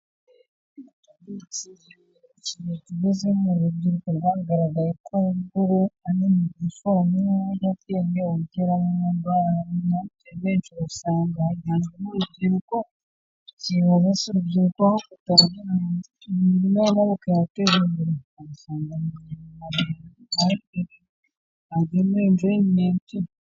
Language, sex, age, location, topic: Kinyarwanda, female, 25-35, Nyagatare, finance